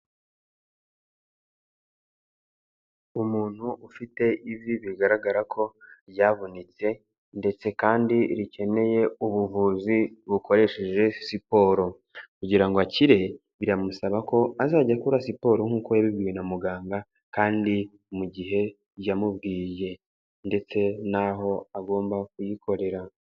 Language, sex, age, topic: Kinyarwanda, male, 18-24, health